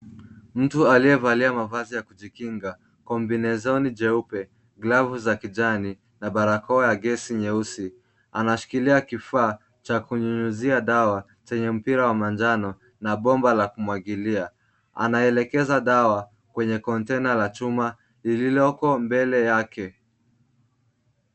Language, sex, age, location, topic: Swahili, male, 18-24, Kisumu, health